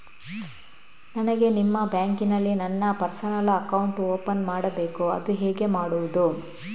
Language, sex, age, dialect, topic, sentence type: Kannada, female, 18-24, Coastal/Dakshin, banking, question